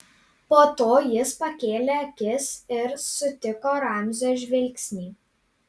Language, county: Lithuanian, Panevėžys